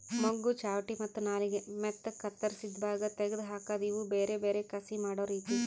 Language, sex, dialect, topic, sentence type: Kannada, female, Northeastern, agriculture, statement